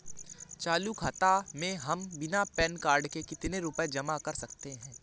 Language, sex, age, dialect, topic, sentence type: Hindi, male, 18-24, Awadhi Bundeli, banking, question